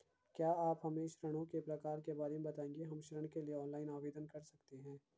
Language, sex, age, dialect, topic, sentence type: Hindi, male, 51-55, Garhwali, banking, question